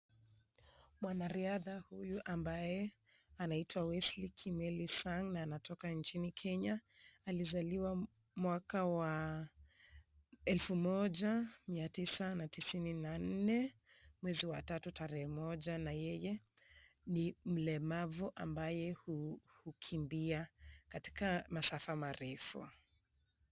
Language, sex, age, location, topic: Swahili, female, 25-35, Nakuru, education